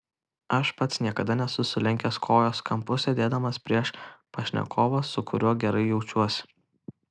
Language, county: Lithuanian, Kaunas